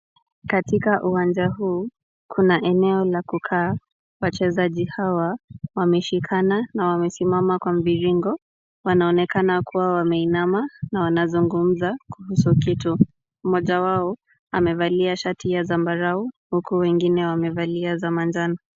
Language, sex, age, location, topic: Swahili, female, 25-35, Kisumu, government